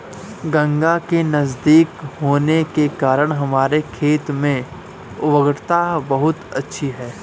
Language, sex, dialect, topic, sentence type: Hindi, male, Marwari Dhudhari, agriculture, statement